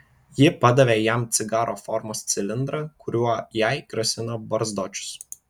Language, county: Lithuanian, Vilnius